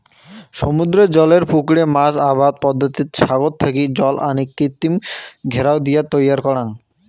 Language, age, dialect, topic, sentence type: Bengali, 18-24, Rajbangshi, agriculture, statement